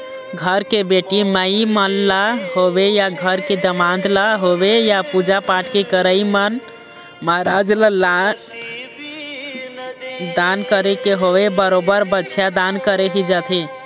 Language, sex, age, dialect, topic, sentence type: Chhattisgarhi, male, 18-24, Eastern, banking, statement